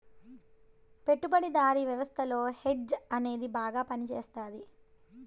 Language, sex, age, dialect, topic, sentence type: Telugu, female, 18-24, Southern, banking, statement